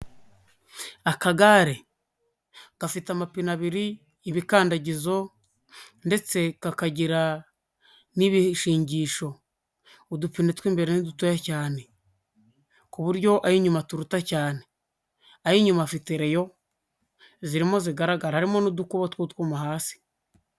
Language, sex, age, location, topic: Kinyarwanda, male, 25-35, Huye, health